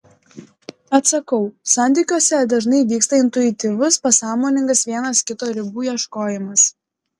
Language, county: Lithuanian, Klaipėda